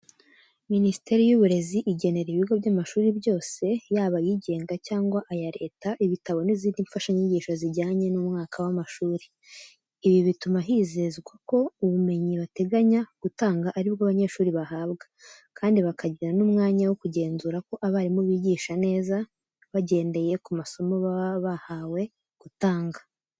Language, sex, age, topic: Kinyarwanda, female, 18-24, education